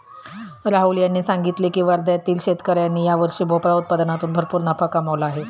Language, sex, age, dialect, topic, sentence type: Marathi, female, 31-35, Standard Marathi, agriculture, statement